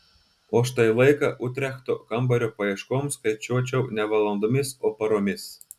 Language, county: Lithuanian, Telšiai